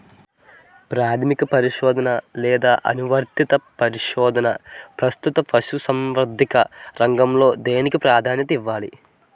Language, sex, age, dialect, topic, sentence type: Telugu, male, 18-24, Utterandhra, agriculture, question